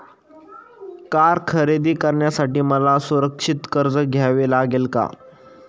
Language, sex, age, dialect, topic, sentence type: Marathi, male, 18-24, Standard Marathi, banking, statement